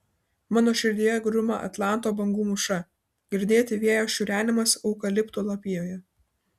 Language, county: Lithuanian, Vilnius